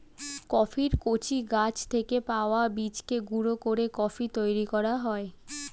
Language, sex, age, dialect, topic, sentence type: Bengali, female, 18-24, Standard Colloquial, agriculture, statement